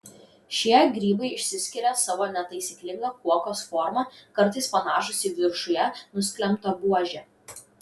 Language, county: Lithuanian, Kaunas